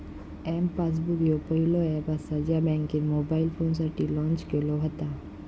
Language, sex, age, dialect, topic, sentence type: Marathi, female, 18-24, Southern Konkan, banking, statement